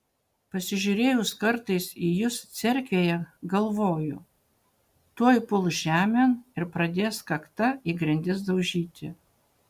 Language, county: Lithuanian, Utena